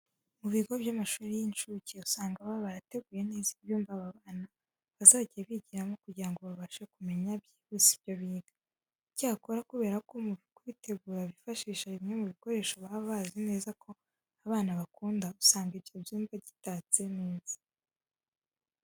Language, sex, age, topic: Kinyarwanda, female, 18-24, education